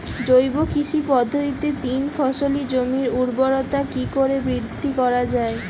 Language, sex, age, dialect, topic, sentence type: Bengali, female, 18-24, Jharkhandi, agriculture, question